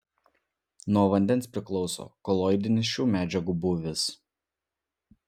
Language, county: Lithuanian, Vilnius